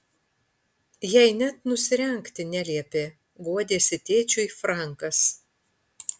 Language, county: Lithuanian, Panevėžys